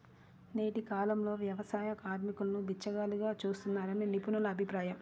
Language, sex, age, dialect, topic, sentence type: Telugu, female, 36-40, Central/Coastal, agriculture, statement